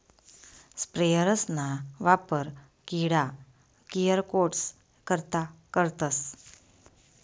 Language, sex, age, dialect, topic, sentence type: Marathi, female, 25-30, Northern Konkan, agriculture, statement